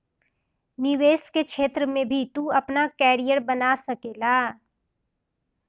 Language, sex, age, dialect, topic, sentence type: Bhojpuri, female, 18-24, Northern, banking, statement